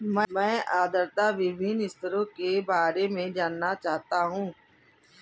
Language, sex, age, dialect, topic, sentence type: Hindi, female, 51-55, Kanauji Braj Bhasha, agriculture, statement